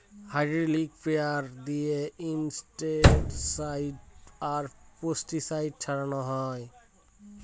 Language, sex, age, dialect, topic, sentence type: Bengali, male, 25-30, Northern/Varendri, agriculture, statement